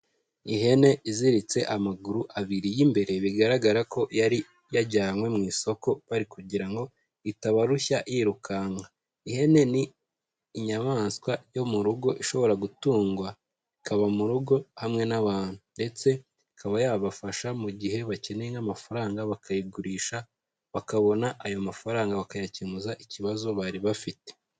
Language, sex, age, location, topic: Kinyarwanda, male, 18-24, Huye, agriculture